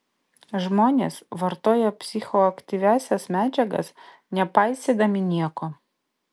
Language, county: Lithuanian, Vilnius